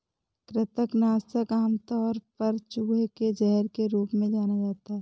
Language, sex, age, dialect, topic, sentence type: Hindi, female, 18-24, Awadhi Bundeli, agriculture, statement